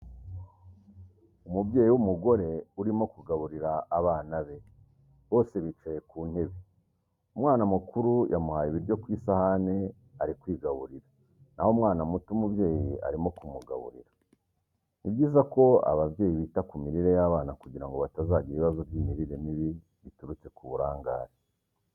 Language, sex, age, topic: Kinyarwanda, male, 36-49, education